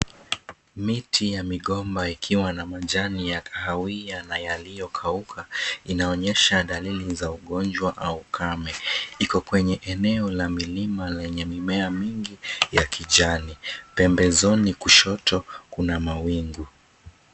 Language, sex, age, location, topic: Swahili, male, 25-35, Mombasa, agriculture